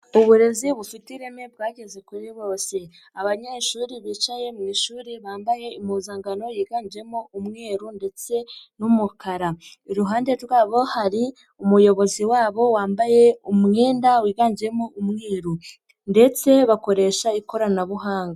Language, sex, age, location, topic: Kinyarwanda, female, 50+, Nyagatare, education